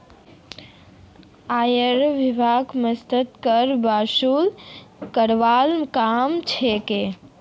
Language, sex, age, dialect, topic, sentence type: Magahi, female, 36-40, Northeastern/Surjapuri, banking, statement